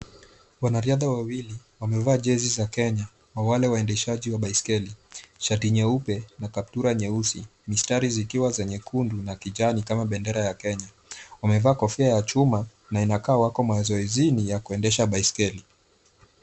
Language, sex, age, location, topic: Swahili, male, 18-24, Kisumu, education